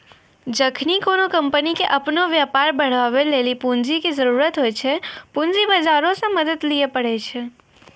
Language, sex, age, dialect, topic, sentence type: Maithili, female, 56-60, Angika, banking, statement